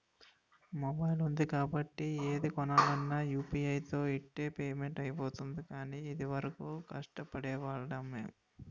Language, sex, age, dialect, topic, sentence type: Telugu, male, 51-55, Utterandhra, banking, statement